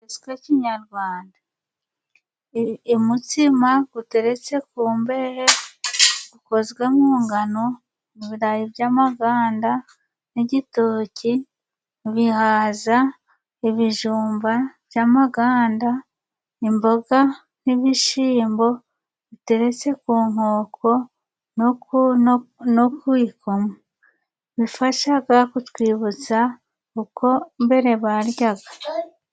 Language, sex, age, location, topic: Kinyarwanda, female, 25-35, Musanze, government